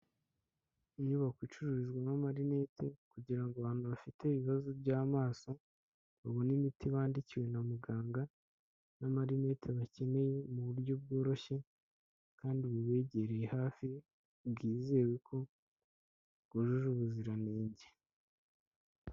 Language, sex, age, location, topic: Kinyarwanda, male, 25-35, Kigali, health